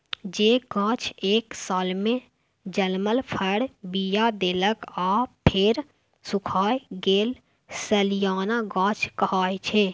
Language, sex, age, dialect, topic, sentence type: Maithili, female, 18-24, Bajjika, agriculture, statement